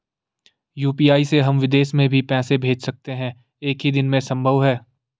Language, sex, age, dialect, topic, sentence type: Hindi, male, 18-24, Garhwali, banking, question